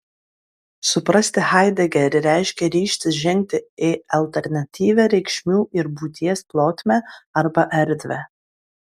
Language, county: Lithuanian, Klaipėda